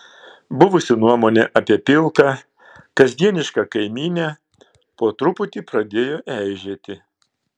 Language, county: Lithuanian, Klaipėda